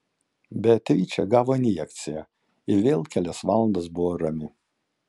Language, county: Lithuanian, Kaunas